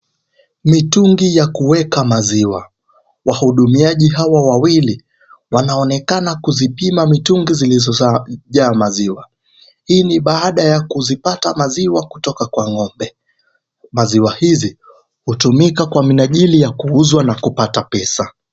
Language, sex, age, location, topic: Swahili, male, 18-24, Kisumu, agriculture